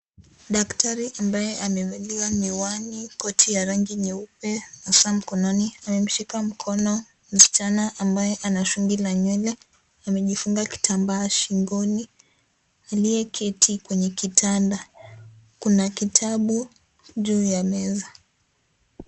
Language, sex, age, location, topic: Swahili, female, 18-24, Kisii, health